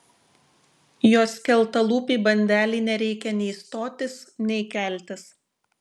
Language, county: Lithuanian, Šiauliai